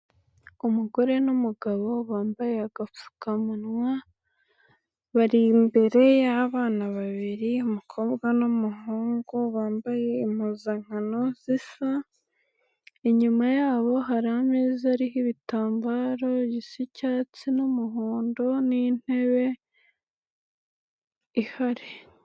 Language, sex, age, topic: Kinyarwanda, female, 18-24, education